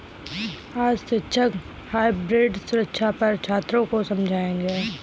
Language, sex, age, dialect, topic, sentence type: Hindi, female, 25-30, Kanauji Braj Bhasha, banking, statement